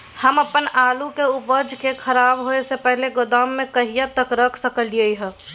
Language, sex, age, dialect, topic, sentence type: Maithili, female, 18-24, Bajjika, agriculture, question